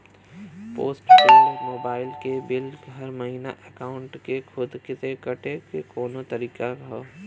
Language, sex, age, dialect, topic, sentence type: Bhojpuri, male, 18-24, Western, banking, question